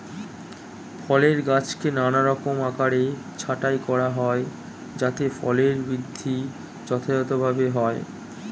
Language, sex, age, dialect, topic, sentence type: Bengali, male, 18-24, Standard Colloquial, agriculture, statement